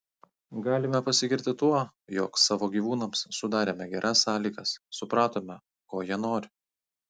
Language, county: Lithuanian, Kaunas